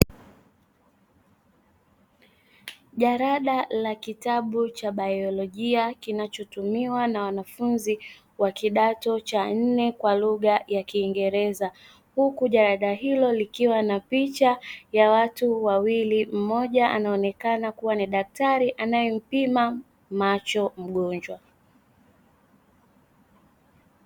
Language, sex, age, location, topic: Swahili, female, 18-24, Dar es Salaam, education